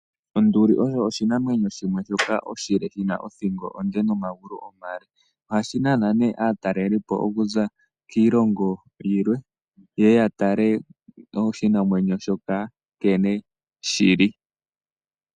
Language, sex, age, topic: Oshiwambo, female, 18-24, agriculture